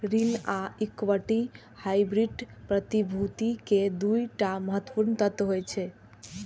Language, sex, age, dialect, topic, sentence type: Maithili, female, 46-50, Eastern / Thethi, banking, statement